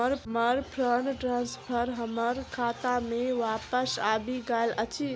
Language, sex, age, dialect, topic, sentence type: Maithili, female, 18-24, Southern/Standard, banking, statement